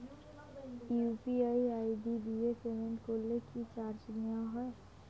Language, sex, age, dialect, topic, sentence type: Bengali, female, 18-24, Rajbangshi, banking, question